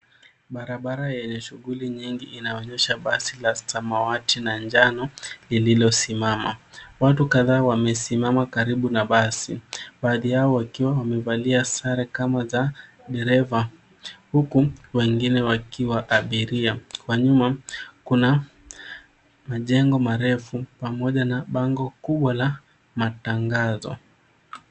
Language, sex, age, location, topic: Swahili, male, 18-24, Nairobi, government